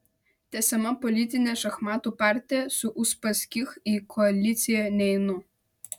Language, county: Lithuanian, Vilnius